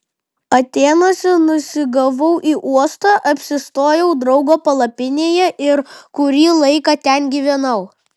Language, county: Lithuanian, Vilnius